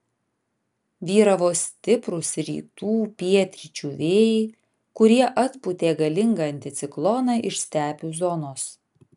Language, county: Lithuanian, Vilnius